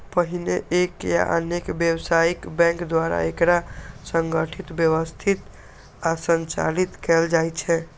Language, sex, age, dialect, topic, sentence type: Maithili, male, 18-24, Eastern / Thethi, banking, statement